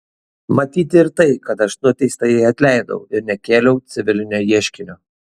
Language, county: Lithuanian, Šiauliai